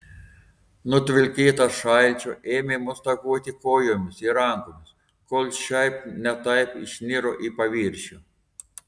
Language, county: Lithuanian, Telšiai